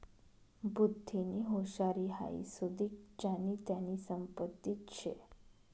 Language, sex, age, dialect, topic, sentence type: Marathi, female, 31-35, Northern Konkan, banking, statement